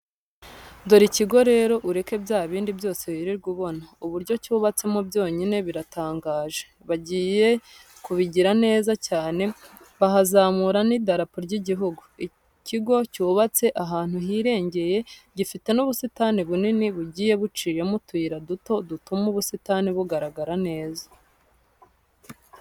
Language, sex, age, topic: Kinyarwanda, female, 18-24, education